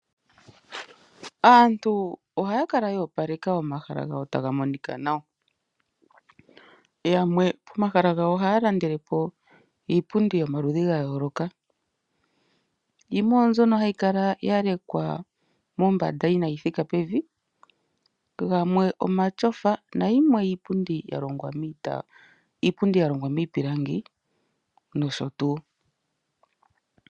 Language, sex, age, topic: Oshiwambo, female, 25-35, agriculture